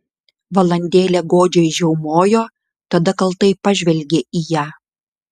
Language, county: Lithuanian, Klaipėda